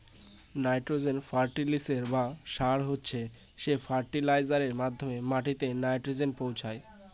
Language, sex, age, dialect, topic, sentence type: Bengali, male, 18-24, Northern/Varendri, agriculture, statement